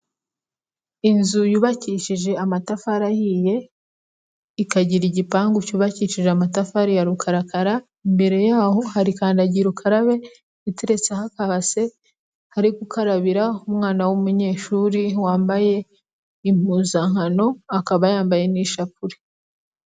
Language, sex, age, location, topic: Kinyarwanda, female, 25-35, Kigali, health